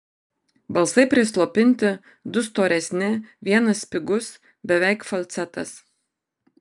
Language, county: Lithuanian, Marijampolė